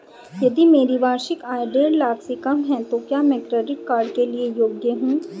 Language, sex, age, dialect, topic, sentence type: Hindi, female, 25-30, Hindustani Malvi Khadi Boli, banking, question